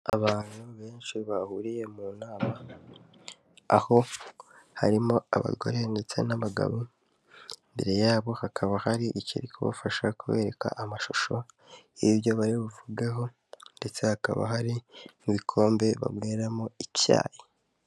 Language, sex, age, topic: Kinyarwanda, male, 18-24, health